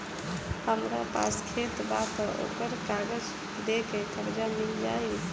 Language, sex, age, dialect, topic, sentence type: Bhojpuri, female, 18-24, Southern / Standard, banking, question